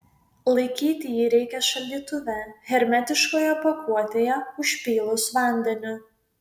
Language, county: Lithuanian, Vilnius